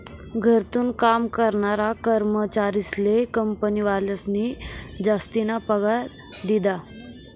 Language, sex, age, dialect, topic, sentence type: Marathi, female, 18-24, Northern Konkan, banking, statement